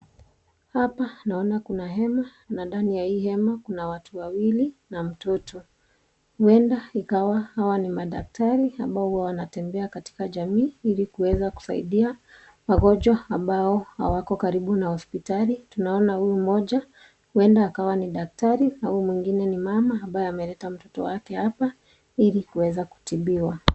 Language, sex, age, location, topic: Swahili, female, 25-35, Nakuru, health